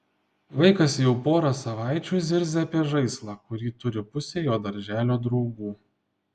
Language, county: Lithuanian, Panevėžys